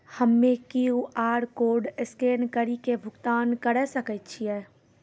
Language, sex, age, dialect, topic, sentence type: Maithili, female, 18-24, Angika, banking, question